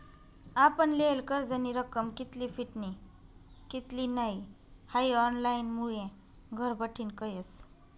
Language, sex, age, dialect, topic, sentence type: Marathi, female, 31-35, Northern Konkan, banking, statement